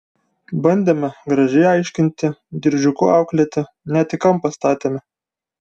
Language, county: Lithuanian, Vilnius